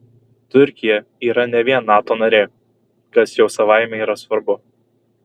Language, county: Lithuanian, Kaunas